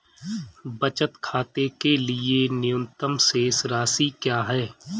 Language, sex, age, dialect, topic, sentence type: Hindi, male, 36-40, Marwari Dhudhari, banking, question